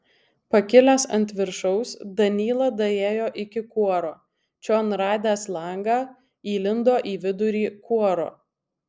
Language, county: Lithuanian, Alytus